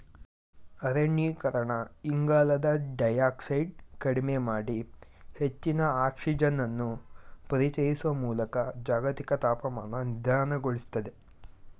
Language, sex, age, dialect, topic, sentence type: Kannada, male, 18-24, Mysore Kannada, agriculture, statement